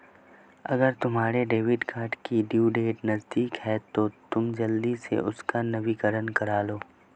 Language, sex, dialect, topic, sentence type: Hindi, male, Marwari Dhudhari, banking, statement